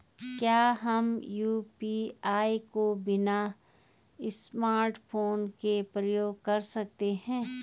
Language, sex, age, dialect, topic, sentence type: Hindi, female, 46-50, Garhwali, banking, question